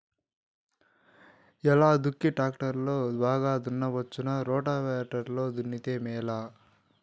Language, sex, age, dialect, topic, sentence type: Telugu, male, 36-40, Southern, agriculture, question